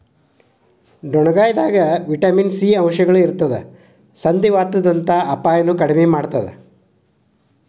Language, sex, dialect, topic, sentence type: Kannada, male, Dharwad Kannada, agriculture, statement